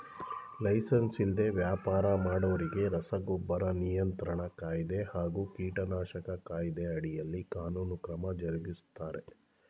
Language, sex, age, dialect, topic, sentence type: Kannada, male, 31-35, Mysore Kannada, agriculture, statement